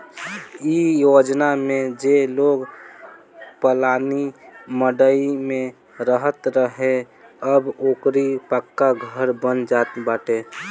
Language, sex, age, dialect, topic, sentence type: Bhojpuri, male, <18, Northern, banking, statement